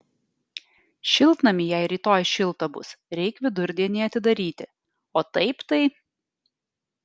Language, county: Lithuanian, Alytus